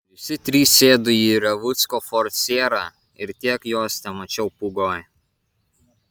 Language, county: Lithuanian, Kaunas